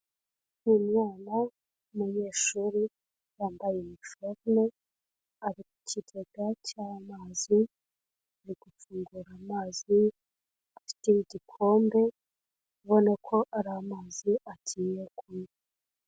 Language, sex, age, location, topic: Kinyarwanda, female, 25-35, Kigali, health